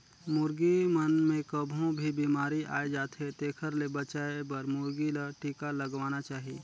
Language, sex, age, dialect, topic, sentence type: Chhattisgarhi, male, 31-35, Northern/Bhandar, agriculture, statement